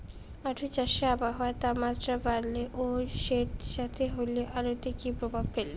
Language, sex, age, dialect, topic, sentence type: Bengali, female, 18-24, Rajbangshi, agriculture, question